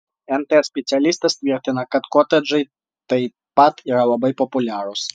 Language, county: Lithuanian, Vilnius